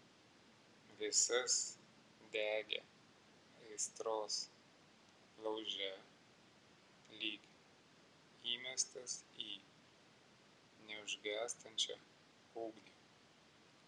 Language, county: Lithuanian, Vilnius